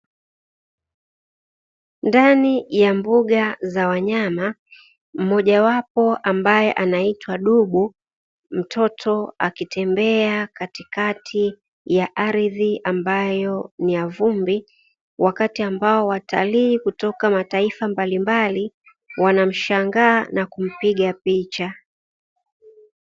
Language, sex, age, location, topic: Swahili, female, 25-35, Dar es Salaam, agriculture